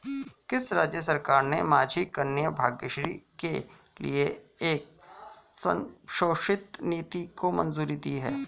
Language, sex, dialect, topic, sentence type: Hindi, male, Hindustani Malvi Khadi Boli, banking, question